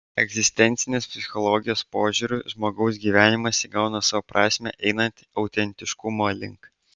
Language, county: Lithuanian, Vilnius